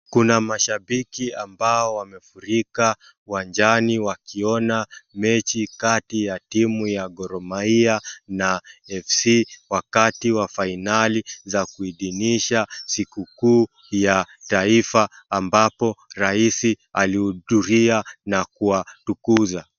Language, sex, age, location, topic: Swahili, male, 25-35, Wajir, government